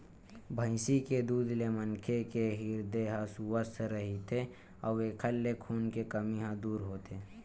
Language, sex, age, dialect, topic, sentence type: Chhattisgarhi, male, 18-24, Western/Budati/Khatahi, agriculture, statement